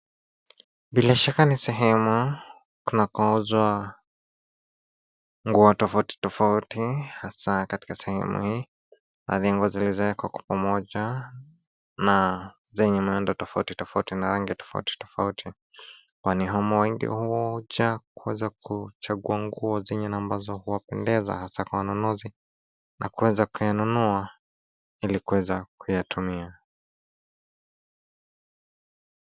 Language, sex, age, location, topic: Swahili, male, 25-35, Nairobi, finance